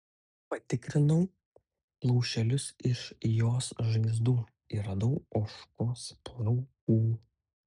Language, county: Lithuanian, Utena